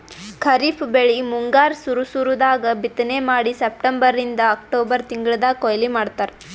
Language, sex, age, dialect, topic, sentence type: Kannada, female, 18-24, Northeastern, agriculture, statement